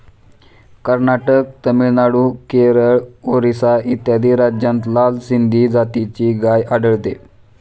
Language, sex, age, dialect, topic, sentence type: Marathi, male, 25-30, Standard Marathi, agriculture, statement